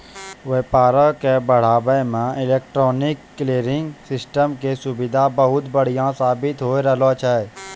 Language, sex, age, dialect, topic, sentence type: Maithili, male, 18-24, Angika, banking, statement